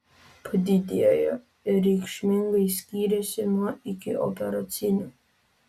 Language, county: Lithuanian, Vilnius